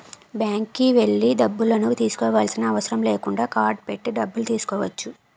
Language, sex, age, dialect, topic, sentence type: Telugu, female, 18-24, Utterandhra, banking, statement